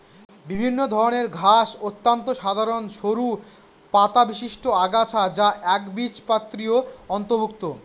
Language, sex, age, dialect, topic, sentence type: Bengali, male, 25-30, Northern/Varendri, agriculture, statement